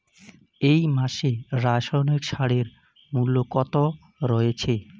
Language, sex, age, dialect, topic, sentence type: Bengali, male, 25-30, Rajbangshi, agriculture, question